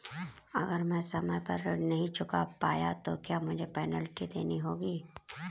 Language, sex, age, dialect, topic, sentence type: Hindi, female, 25-30, Marwari Dhudhari, banking, question